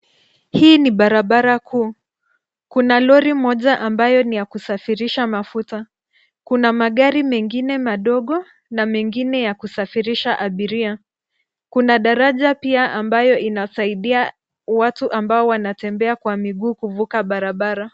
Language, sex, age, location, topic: Swahili, female, 25-35, Nairobi, government